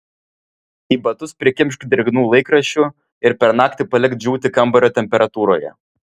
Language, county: Lithuanian, Vilnius